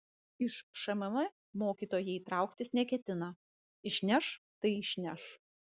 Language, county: Lithuanian, Vilnius